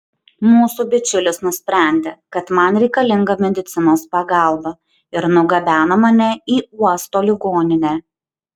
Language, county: Lithuanian, Šiauliai